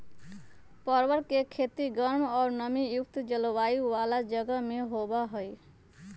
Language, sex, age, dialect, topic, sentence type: Magahi, female, 25-30, Western, agriculture, statement